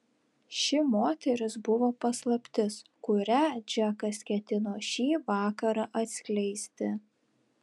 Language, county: Lithuanian, Telšiai